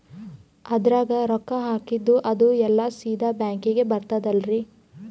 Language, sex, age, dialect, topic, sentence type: Kannada, female, 18-24, Northeastern, banking, question